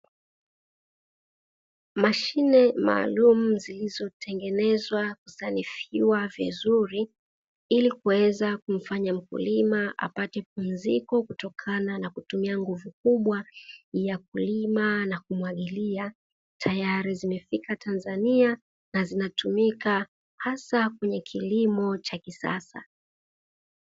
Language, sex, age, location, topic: Swahili, female, 36-49, Dar es Salaam, agriculture